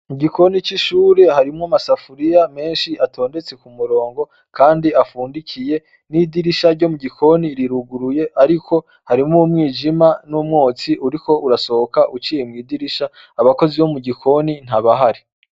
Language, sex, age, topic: Rundi, male, 25-35, education